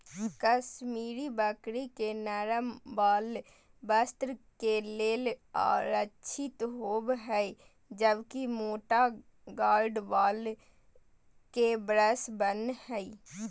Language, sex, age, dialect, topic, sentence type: Magahi, female, 18-24, Southern, agriculture, statement